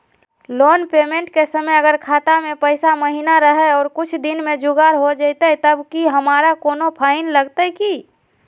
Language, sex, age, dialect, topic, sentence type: Magahi, female, 18-24, Southern, banking, question